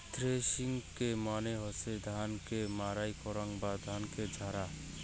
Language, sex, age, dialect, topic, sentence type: Bengali, male, 18-24, Rajbangshi, agriculture, statement